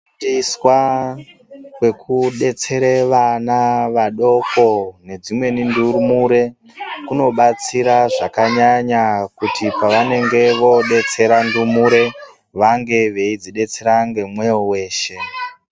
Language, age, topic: Ndau, 50+, health